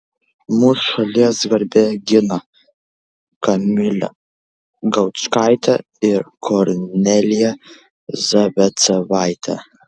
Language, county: Lithuanian, Kaunas